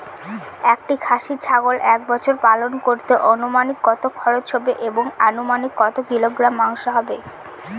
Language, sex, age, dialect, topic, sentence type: Bengali, female, 18-24, Northern/Varendri, agriculture, question